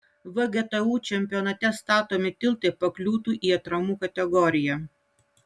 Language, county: Lithuanian, Utena